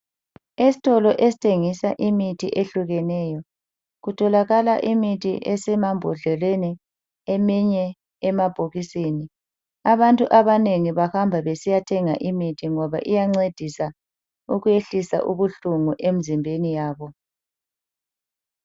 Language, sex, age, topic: North Ndebele, female, 50+, health